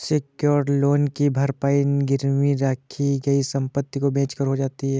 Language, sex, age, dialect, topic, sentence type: Hindi, male, 25-30, Awadhi Bundeli, banking, statement